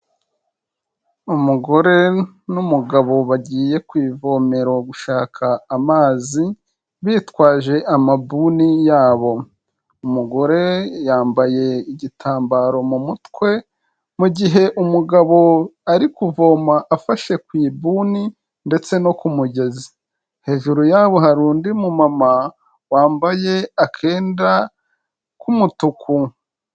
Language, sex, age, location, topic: Kinyarwanda, male, 25-35, Kigali, health